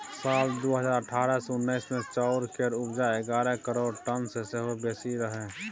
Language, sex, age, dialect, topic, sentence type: Maithili, male, 18-24, Bajjika, agriculture, statement